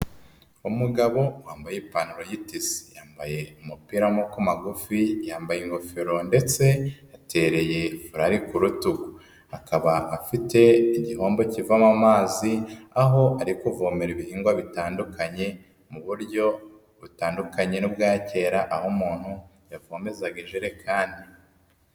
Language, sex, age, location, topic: Kinyarwanda, male, 25-35, Nyagatare, agriculture